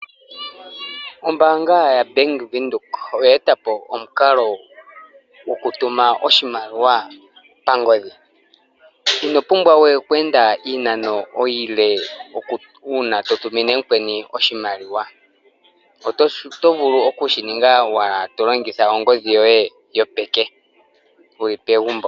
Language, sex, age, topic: Oshiwambo, male, 25-35, finance